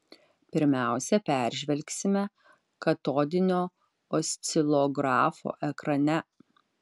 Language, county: Lithuanian, Utena